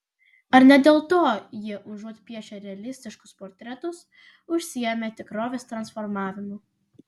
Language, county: Lithuanian, Vilnius